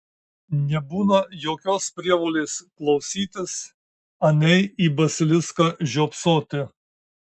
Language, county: Lithuanian, Marijampolė